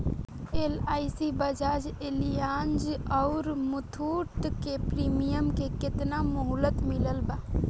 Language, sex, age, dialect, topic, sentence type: Bhojpuri, female, 18-24, Southern / Standard, banking, question